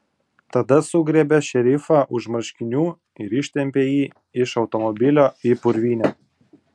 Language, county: Lithuanian, Utena